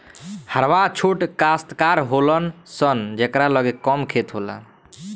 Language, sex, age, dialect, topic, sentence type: Bhojpuri, male, 18-24, Southern / Standard, agriculture, statement